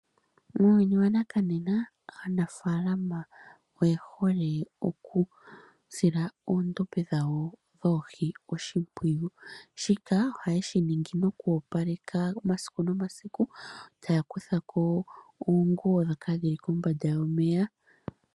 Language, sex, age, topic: Oshiwambo, female, 18-24, agriculture